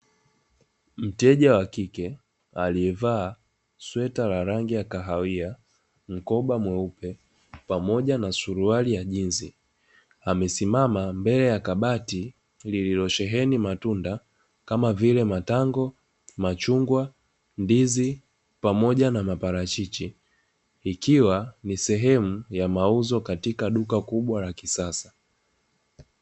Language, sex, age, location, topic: Swahili, male, 18-24, Dar es Salaam, finance